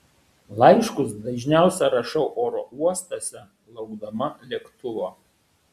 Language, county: Lithuanian, Šiauliai